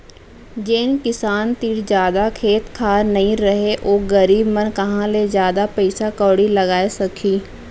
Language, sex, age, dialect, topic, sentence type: Chhattisgarhi, female, 25-30, Central, agriculture, statement